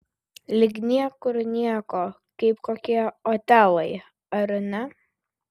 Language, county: Lithuanian, Vilnius